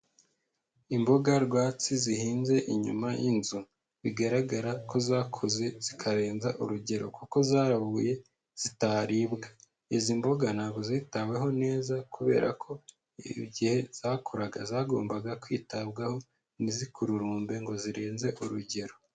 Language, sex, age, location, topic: Kinyarwanda, male, 18-24, Huye, agriculture